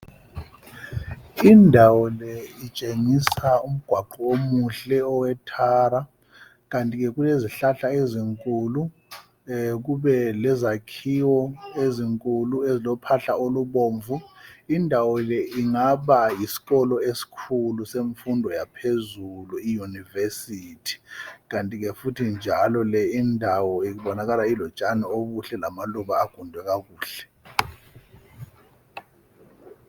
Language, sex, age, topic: North Ndebele, male, 50+, education